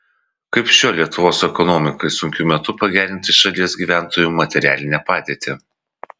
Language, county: Lithuanian, Vilnius